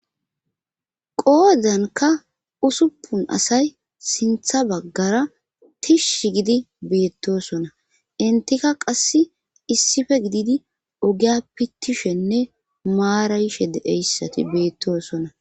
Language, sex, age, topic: Gamo, female, 36-49, government